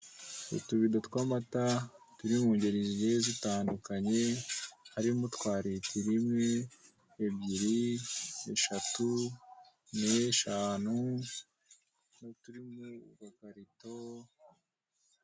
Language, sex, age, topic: Kinyarwanda, male, 18-24, finance